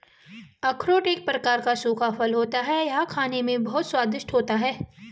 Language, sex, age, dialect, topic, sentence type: Hindi, female, 25-30, Garhwali, agriculture, statement